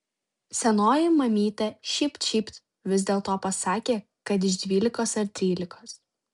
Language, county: Lithuanian, Šiauliai